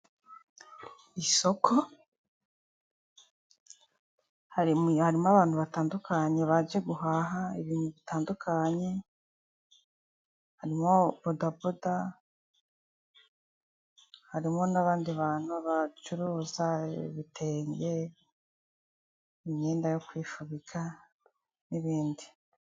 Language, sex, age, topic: Kinyarwanda, female, 25-35, finance